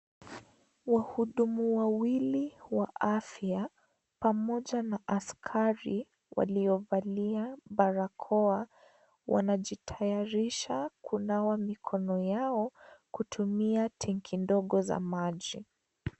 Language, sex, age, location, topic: Swahili, female, 18-24, Kisii, health